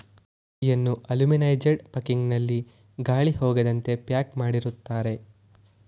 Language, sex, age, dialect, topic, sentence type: Kannada, male, 18-24, Mysore Kannada, agriculture, statement